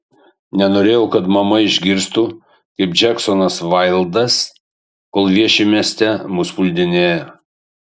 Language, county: Lithuanian, Kaunas